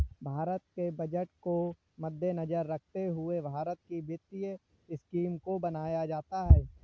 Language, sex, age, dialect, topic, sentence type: Hindi, male, 25-30, Awadhi Bundeli, banking, statement